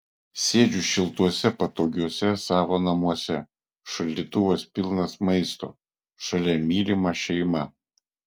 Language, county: Lithuanian, Vilnius